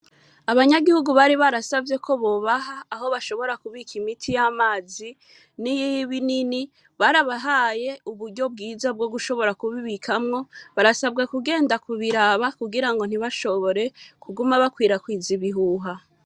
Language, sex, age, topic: Rundi, female, 25-35, education